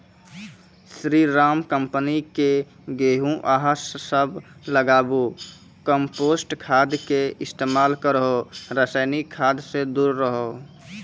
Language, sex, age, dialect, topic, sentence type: Maithili, female, 25-30, Angika, agriculture, question